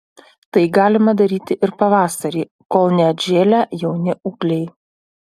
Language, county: Lithuanian, Utena